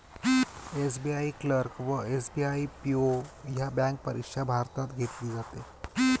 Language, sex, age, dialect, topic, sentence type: Marathi, male, 25-30, Northern Konkan, banking, statement